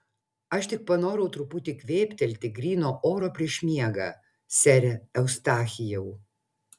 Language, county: Lithuanian, Utena